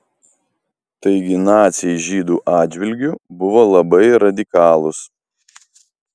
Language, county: Lithuanian, Vilnius